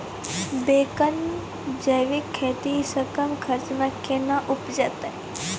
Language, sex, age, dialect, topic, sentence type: Maithili, female, 18-24, Angika, agriculture, question